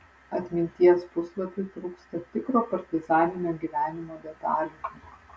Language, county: Lithuanian, Vilnius